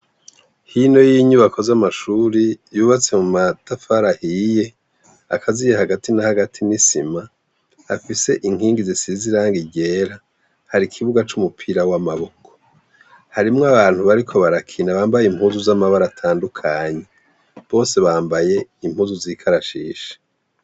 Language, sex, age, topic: Rundi, male, 50+, education